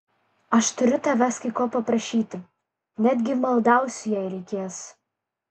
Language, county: Lithuanian, Kaunas